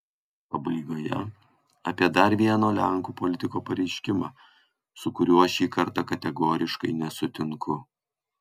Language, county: Lithuanian, Kaunas